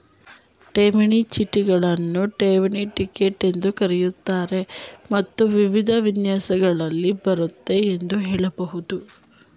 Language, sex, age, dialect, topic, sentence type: Kannada, female, 31-35, Mysore Kannada, banking, statement